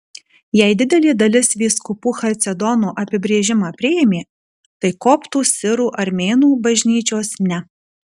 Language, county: Lithuanian, Kaunas